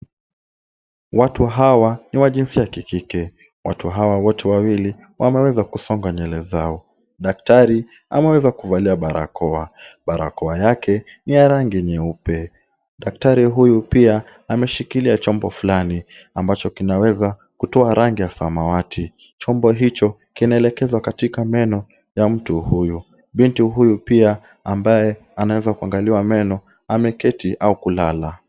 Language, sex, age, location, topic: Swahili, male, 18-24, Kisumu, health